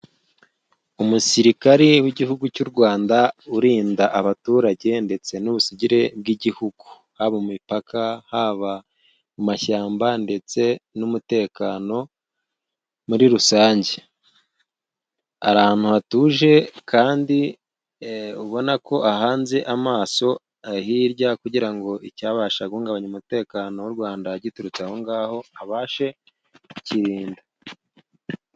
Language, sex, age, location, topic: Kinyarwanda, male, 25-35, Musanze, government